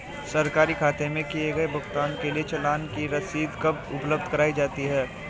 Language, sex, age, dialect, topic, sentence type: Hindi, male, 25-30, Hindustani Malvi Khadi Boli, banking, question